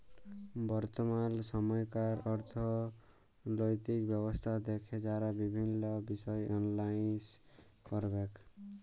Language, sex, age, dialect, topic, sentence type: Bengali, male, 18-24, Jharkhandi, banking, statement